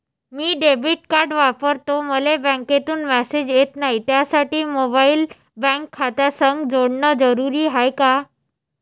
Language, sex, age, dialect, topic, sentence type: Marathi, female, 25-30, Varhadi, banking, question